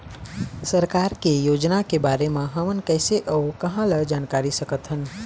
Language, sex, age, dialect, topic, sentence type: Chhattisgarhi, male, 18-24, Eastern, agriculture, question